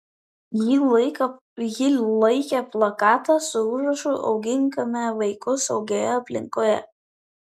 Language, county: Lithuanian, Vilnius